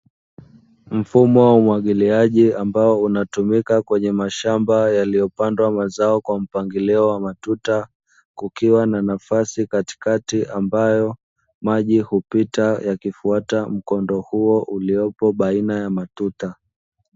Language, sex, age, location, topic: Swahili, male, 25-35, Dar es Salaam, agriculture